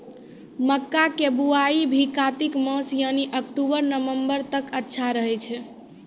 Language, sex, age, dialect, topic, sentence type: Maithili, female, 18-24, Angika, agriculture, question